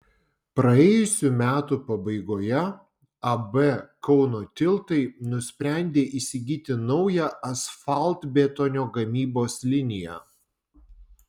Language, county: Lithuanian, Vilnius